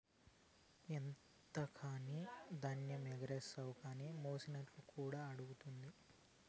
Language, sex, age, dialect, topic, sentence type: Telugu, male, 31-35, Southern, agriculture, statement